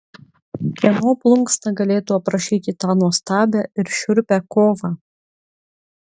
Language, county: Lithuanian, Utena